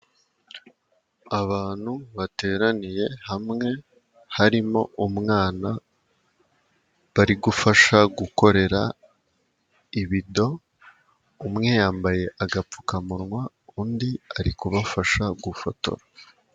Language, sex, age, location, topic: Kinyarwanda, male, 18-24, Kigali, health